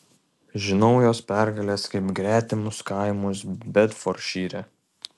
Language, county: Lithuanian, Kaunas